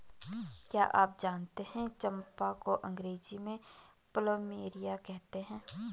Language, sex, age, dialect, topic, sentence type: Hindi, female, 25-30, Garhwali, agriculture, statement